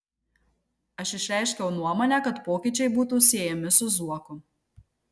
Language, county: Lithuanian, Marijampolė